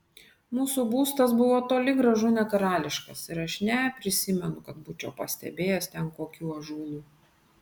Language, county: Lithuanian, Vilnius